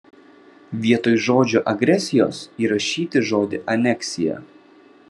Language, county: Lithuanian, Vilnius